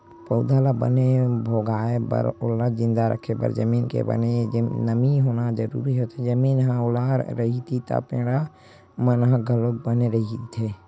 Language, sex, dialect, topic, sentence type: Chhattisgarhi, male, Western/Budati/Khatahi, agriculture, statement